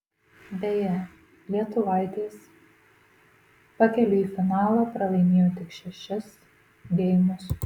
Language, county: Lithuanian, Marijampolė